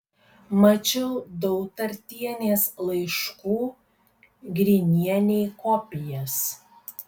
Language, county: Lithuanian, Kaunas